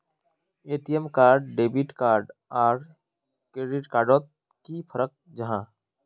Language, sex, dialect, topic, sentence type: Magahi, male, Northeastern/Surjapuri, banking, question